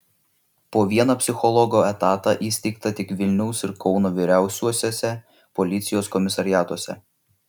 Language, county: Lithuanian, Šiauliai